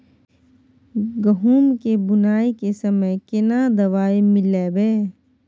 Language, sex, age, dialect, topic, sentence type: Maithili, female, 18-24, Bajjika, agriculture, question